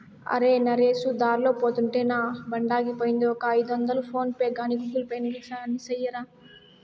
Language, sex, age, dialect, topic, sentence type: Telugu, female, 18-24, Southern, banking, statement